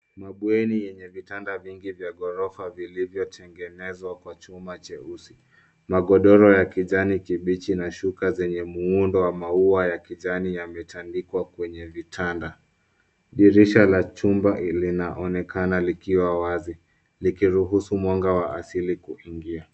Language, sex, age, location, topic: Swahili, male, 18-24, Nairobi, education